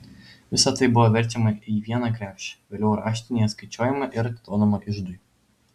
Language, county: Lithuanian, Vilnius